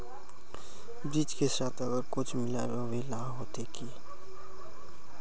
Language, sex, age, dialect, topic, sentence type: Magahi, male, 25-30, Northeastern/Surjapuri, agriculture, question